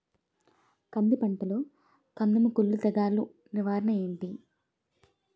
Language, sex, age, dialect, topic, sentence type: Telugu, female, 18-24, Utterandhra, agriculture, question